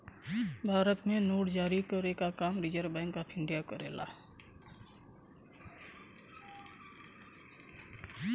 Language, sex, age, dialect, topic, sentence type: Bhojpuri, male, 31-35, Western, banking, statement